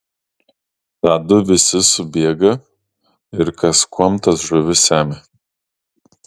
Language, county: Lithuanian, Kaunas